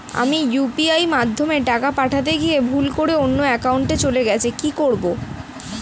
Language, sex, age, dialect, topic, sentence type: Bengali, female, <18, Standard Colloquial, banking, question